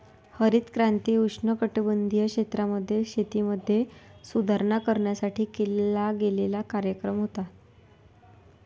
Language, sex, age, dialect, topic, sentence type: Marathi, female, 25-30, Northern Konkan, agriculture, statement